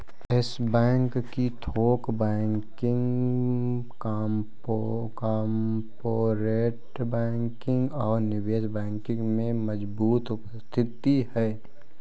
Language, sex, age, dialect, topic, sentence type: Hindi, male, 18-24, Kanauji Braj Bhasha, banking, statement